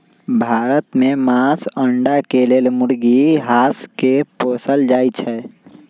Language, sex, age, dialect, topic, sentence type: Magahi, male, 18-24, Western, agriculture, statement